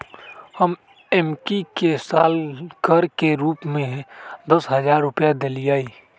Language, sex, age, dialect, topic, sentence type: Magahi, male, 18-24, Western, banking, statement